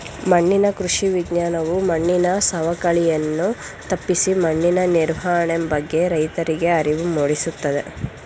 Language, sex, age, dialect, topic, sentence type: Kannada, female, 51-55, Mysore Kannada, agriculture, statement